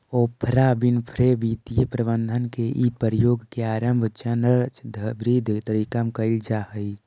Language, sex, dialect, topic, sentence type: Magahi, male, Central/Standard, banking, statement